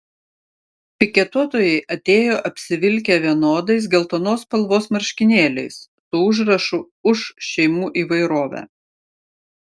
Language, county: Lithuanian, Klaipėda